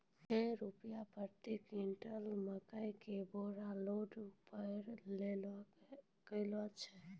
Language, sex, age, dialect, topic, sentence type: Maithili, female, 18-24, Angika, agriculture, question